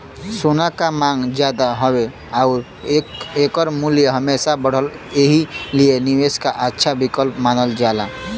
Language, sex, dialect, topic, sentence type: Bhojpuri, male, Western, banking, statement